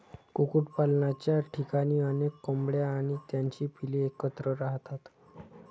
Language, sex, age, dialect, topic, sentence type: Marathi, male, 25-30, Standard Marathi, agriculture, statement